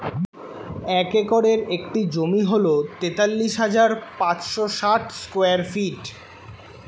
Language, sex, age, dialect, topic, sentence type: Bengali, male, 18-24, Standard Colloquial, agriculture, statement